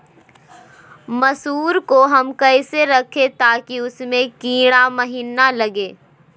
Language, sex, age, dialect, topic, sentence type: Magahi, female, 41-45, Southern, agriculture, question